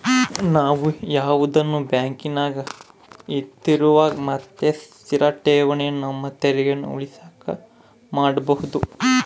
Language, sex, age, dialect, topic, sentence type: Kannada, male, 25-30, Central, banking, statement